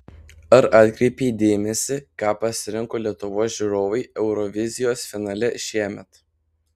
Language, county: Lithuanian, Panevėžys